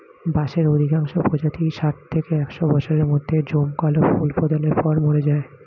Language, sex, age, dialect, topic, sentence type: Bengali, male, 25-30, Standard Colloquial, agriculture, statement